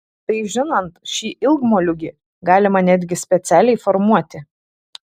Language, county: Lithuanian, Šiauliai